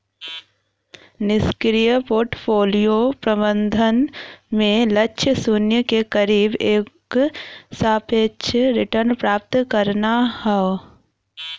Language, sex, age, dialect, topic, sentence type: Bhojpuri, female, 25-30, Western, banking, statement